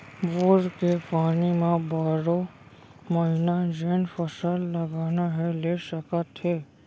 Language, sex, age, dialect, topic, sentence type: Chhattisgarhi, male, 46-50, Central, agriculture, statement